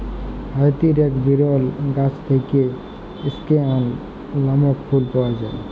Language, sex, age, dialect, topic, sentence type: Bengali, male, 18-24, Jharkhandi, agriculture, statement